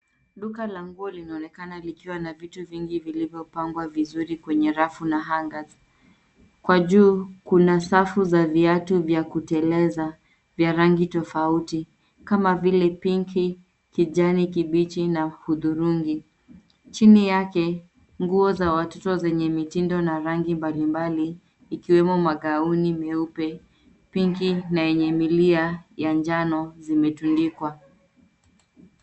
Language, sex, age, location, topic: Swahili, female, 18-24, Nairobi, finance